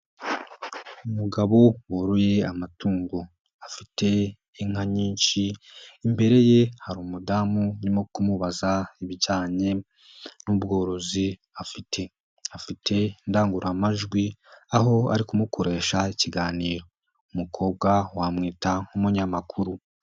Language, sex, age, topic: Kinyarwanda, male, 18-24, agriculture